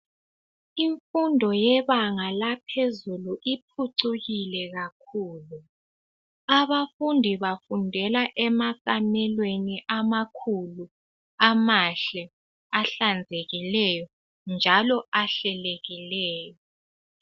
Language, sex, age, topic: North Ndebele, female, 18-24, education